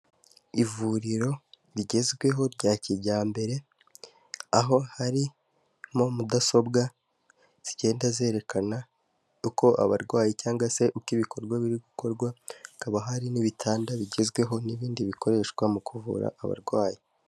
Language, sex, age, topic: Kinyarwanda, male, 18-24, health